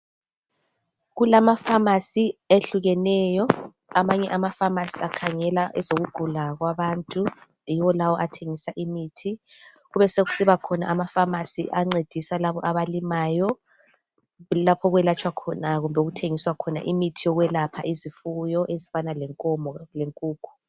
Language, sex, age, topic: North Ndebele, female, 36-49, health